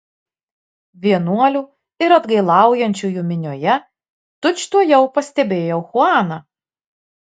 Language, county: Lithuanian, Marijampolė